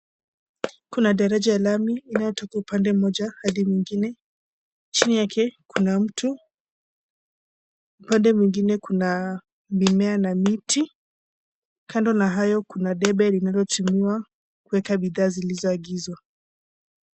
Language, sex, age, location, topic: Swahili, female, 18-24, Mombasa, government